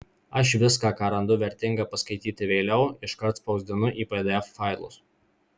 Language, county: Lithuanian, Marijampolė